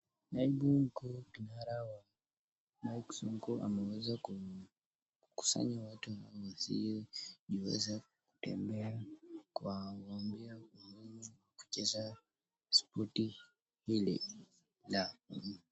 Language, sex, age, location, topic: Swahili, male, 18-24, Nakuru, education